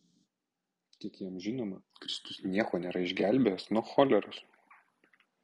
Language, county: Lithuanian, Kaunas